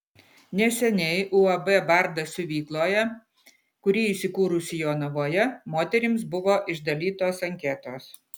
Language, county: Lithuanian, Utena